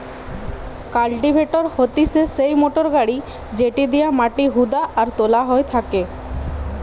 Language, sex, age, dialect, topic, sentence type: Bengali, female, 18-24, Western, agriculture, statement